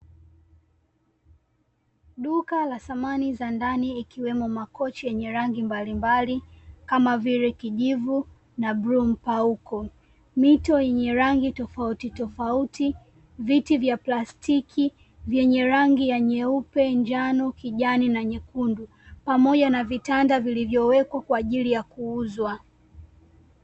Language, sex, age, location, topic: Swahili, female, 18-24, Dar es Salaam, finance